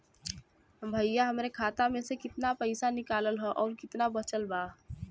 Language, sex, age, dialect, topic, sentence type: Bhojpuri, female, 18-24, Western, banking, question